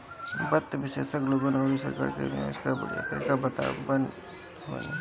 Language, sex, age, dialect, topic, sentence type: Bhojpuri, female, 25-30, Northern, banking, statement